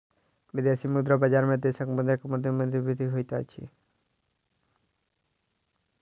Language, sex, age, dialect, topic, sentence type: Maithili, male, 36-40, Southern/Standard, banking, statement